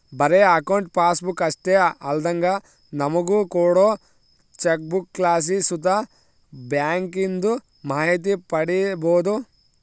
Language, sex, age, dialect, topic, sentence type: Kannada, male, 25-30, Central, banking, statement